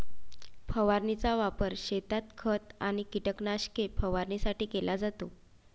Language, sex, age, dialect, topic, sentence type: Marathi, female, 25-30, Varhadi, agriculture, statement